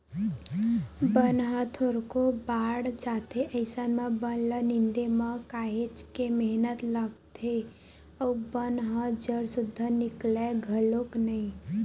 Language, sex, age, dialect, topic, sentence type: Chhattisgarhi, female, 18-24, Western/Budati/Khatahi, agriculture, statement